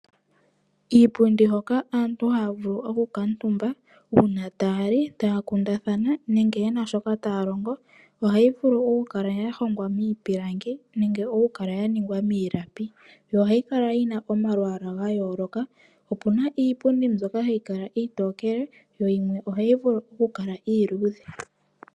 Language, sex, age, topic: Oshiwambo, male, 25-35, finance